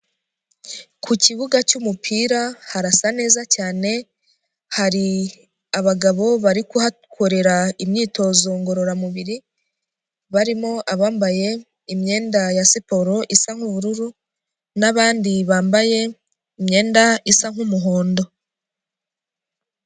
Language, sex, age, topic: Kinyarwanda, female, 25-35, government